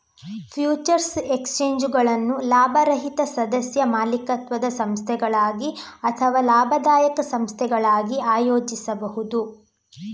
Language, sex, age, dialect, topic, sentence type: Kannada, female, 18-24, Coastal/Dakshin, banking, statement